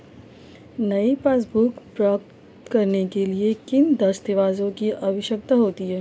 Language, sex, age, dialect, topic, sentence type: Hindi, female, 25-30, Marwari Dhudhari, banking, question